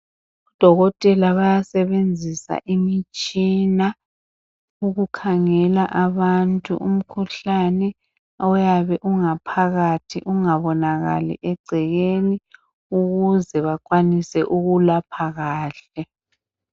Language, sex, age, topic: North Ndebele, female, 50+, health